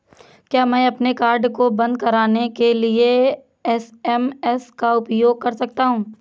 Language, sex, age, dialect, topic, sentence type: Hindi, male, 18-24, Awadhi Bundeli, banking, question